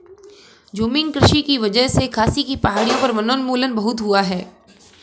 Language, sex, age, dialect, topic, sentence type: Hindi, female, 25-30, Marwari Dhudhari, agriculture, statement